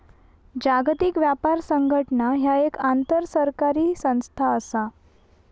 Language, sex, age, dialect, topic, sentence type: Marathi, female, 18-24, Southern Konkan, banking, statement